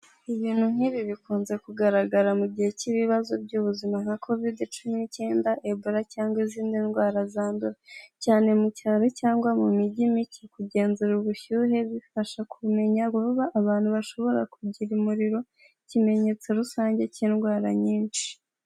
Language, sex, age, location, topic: Kinyarwanda, female, 18-24, Kigali, health